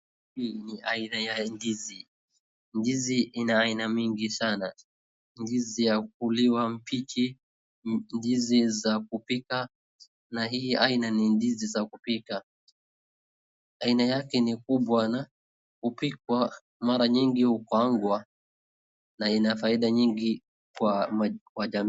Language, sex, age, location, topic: Swahili, male, 36-49, Wajir, agriculture